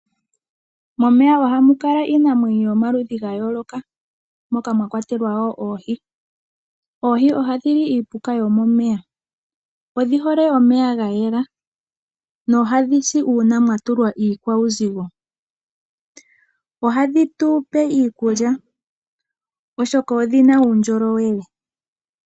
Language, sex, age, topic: Oshiwambo, female, 18-24, agriculture